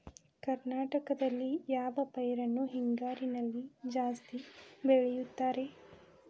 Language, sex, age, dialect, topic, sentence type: Kannada, female, 25-30, Dharwad Kannada, agriculture, question